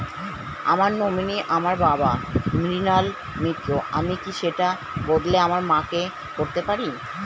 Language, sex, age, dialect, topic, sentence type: Bengali, female, 36-40, Standard Colloquial, banking, question